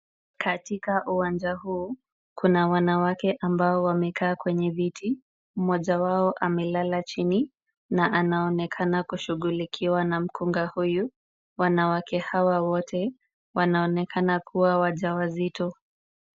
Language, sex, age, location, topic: Swahili, female, 25-35, Kisumu, health